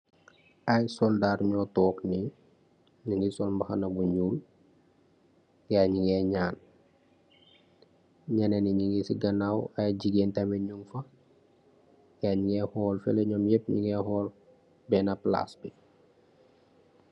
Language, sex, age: Wolof, male, 18-24